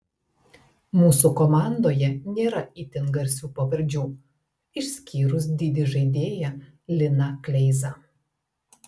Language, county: Lithuanian, Telšiai